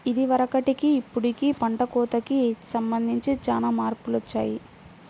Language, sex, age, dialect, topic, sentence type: Telugu, female, 25-30, Central/Coastal, agriculture, statement